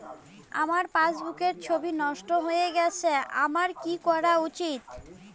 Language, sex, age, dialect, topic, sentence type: Bengali, female, 25-30, Rajbangshi, banking, question